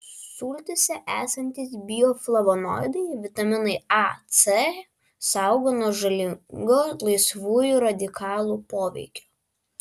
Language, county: Lithuanian, Vilnius